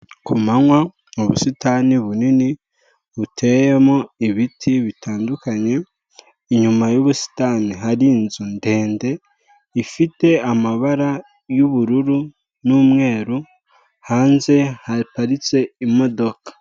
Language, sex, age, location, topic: Kinyarwanda, male, 18-24, Kigali, government